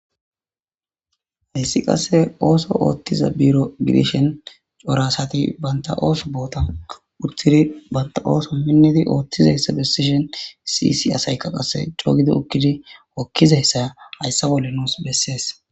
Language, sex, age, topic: Gamo, female, 18-24, government